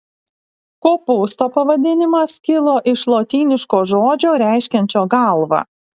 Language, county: Lithuanian, Alytus